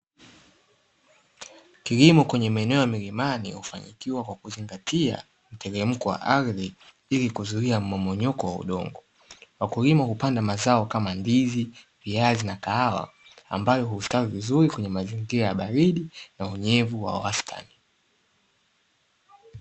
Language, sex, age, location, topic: Swahili, male, 18-24, Dar es Salaam, agriculture